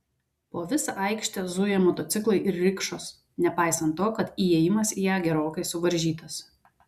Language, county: Lithuanian, Vilnius